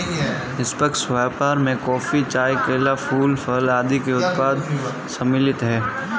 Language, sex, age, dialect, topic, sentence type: Hindi, male, 25-30, Marwari Dhudhari, banking, statement